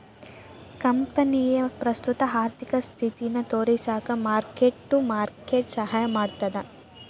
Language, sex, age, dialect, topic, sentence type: Kannada, female, 18-24, Dharwad Kannada, banking, statement